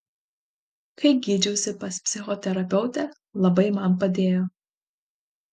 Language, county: Lithuanian, Panevėžys